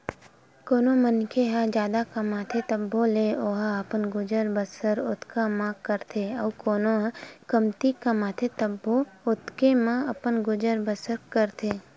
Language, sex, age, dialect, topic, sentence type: Chhattisgarhi, female, 51-55, Western/Budati/Khatahi, banking, statement